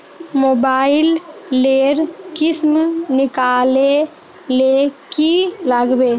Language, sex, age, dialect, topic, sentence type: Magahi, female, 18-24, Northeastern/Surjapuri, banking, question